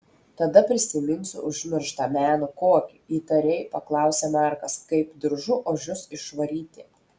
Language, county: Lithuanian, Telšiai